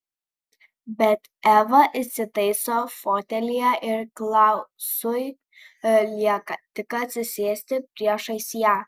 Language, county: Lithuanian, Kaunas